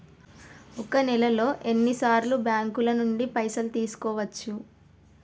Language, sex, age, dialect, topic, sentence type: Telugu, female, 36-40, Telangana, banking, question